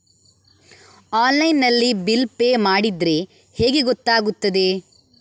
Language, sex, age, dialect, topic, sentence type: Kannada, female, 25-30, Coastal/Dakshin, banking, question